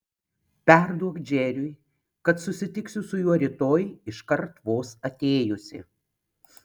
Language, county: Lithuanian, Panevėžys